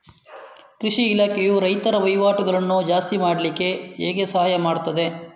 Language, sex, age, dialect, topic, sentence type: Kannada, male, 18-24, Coastal/Dakshin, agriculture, question